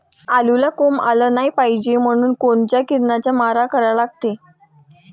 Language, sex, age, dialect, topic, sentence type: Marathi, female, 18-24, Varhadi, agriculture, question